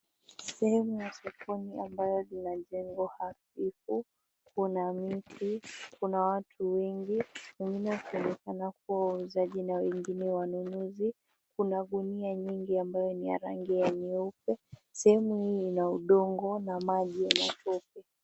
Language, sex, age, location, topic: Swahili, female, 18-24, Nakuru, finance